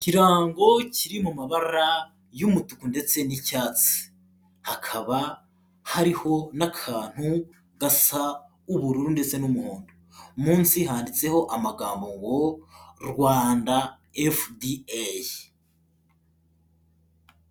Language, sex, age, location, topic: Kinyarwanda, male, 18-24, Kigali, health